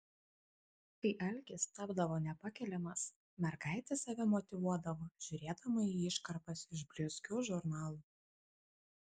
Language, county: Lithuanian, Kaunas